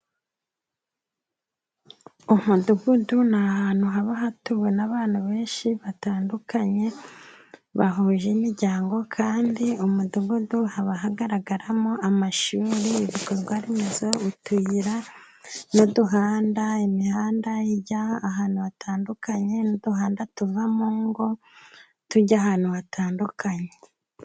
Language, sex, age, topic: Kinyarwanda, female, 25-35, government